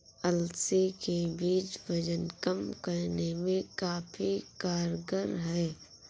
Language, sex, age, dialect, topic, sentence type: Hindi, female, 46-50, Awadhi Bundeli, agriculture, statement